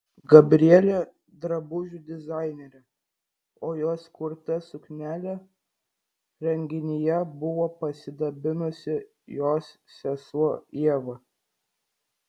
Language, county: Lithuanian, Vilnius